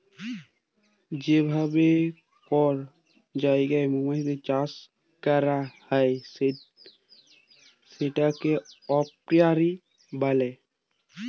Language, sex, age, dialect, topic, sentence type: Bengali, male, 18-24, Jharkhandi, agriculture, statement